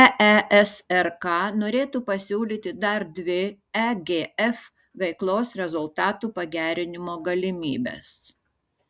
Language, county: Lithuanian, Šiauliai